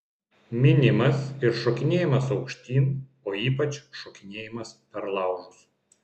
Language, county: Lithuanian, Vilnius